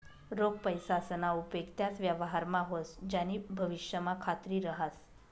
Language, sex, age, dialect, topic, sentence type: Marathi, female, 25-30, Northern Konkan, banking, statement